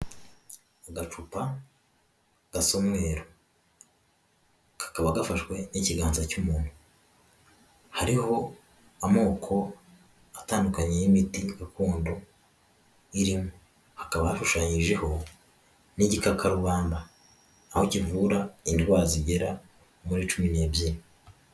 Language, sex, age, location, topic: Kinyarwanda, male, 18-24, Huye, health